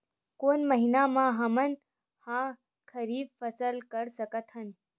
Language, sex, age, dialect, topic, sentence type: Chhattisgarhi, female, 18-24, Western/Budati/Khatahi, agriculture, question